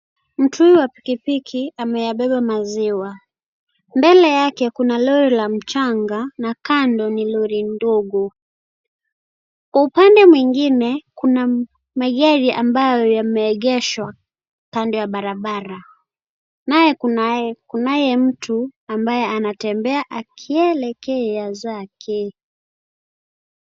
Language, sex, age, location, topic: Swahili, female, 18-24, Kisii, agriculture